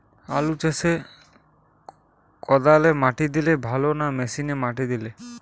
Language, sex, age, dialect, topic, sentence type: Bengali, male, <18, Western, agriculture, question